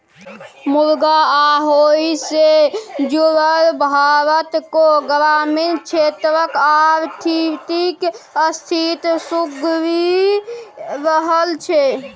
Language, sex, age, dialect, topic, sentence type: Maithili, male, 18-24, Bajjika, agriculture, statement